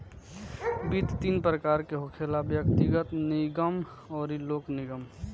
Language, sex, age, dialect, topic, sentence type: Bhojpuri, male, 18-24, Southern / Standard, banking, statement